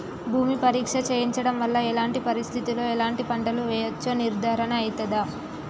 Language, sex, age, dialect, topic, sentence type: Telugu, female, 18-24, Telangana, agriculture, question